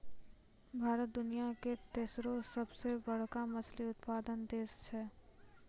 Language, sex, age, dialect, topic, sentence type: Maithili, female, 18-24, Angika, agriculture, statement